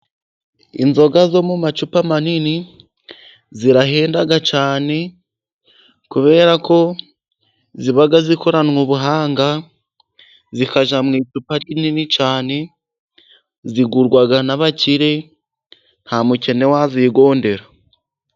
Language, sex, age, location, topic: Kinyarwanda, male, 18-24, Musanze, finance